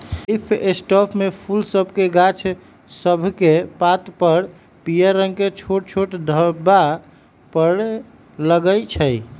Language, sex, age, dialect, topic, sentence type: Magahi, male, 36-40, Western, agriculture, statement